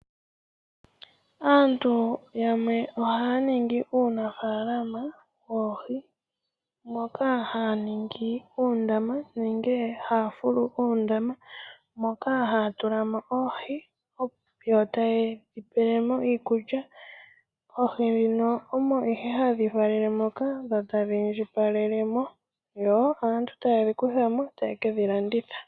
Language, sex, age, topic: Oshiwambo, female, 18-24, agriculture